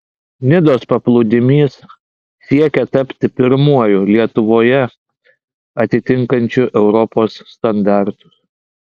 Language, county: Lithuanian, Klaipėda